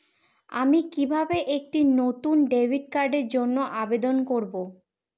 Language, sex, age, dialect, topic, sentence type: Bengali, female, 18-24, Northern/Varendri, banking, statement